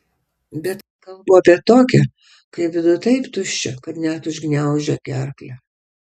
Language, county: Lithuanian, Kaunas